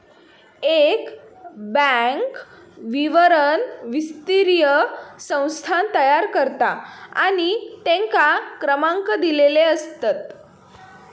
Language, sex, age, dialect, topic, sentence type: Marathi, female, 18-24, Southern Konkan, banking, statement